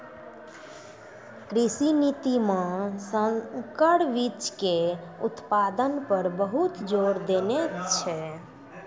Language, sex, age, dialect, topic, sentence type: Maithili, female, 56-60, Angika, agriculture, statement